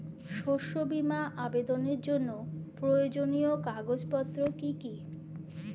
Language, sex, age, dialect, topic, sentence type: Bengali, female, 41-45, Standard Colloquial, agriculture, question